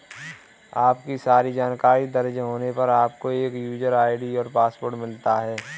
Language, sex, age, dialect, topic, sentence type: Hindi, female, 18-24, Kanauji Braj Bhasha, banking, statement